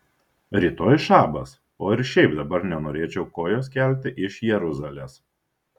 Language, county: Lithuanian, Šiauliai